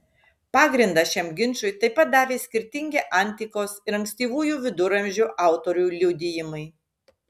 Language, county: Lithuanian, Šiauliai